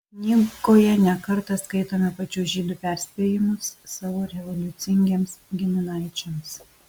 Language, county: Lithuanian, Alytus